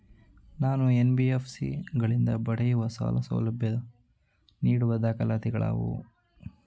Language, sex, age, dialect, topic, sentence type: Kannada, male, 18-24, Mysore Kannada, banking, question